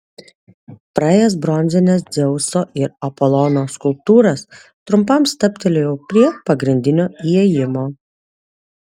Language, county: Lithuanian, Vilnius